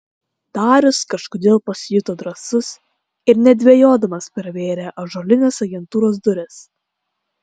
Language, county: Lithuanian, Klaipėda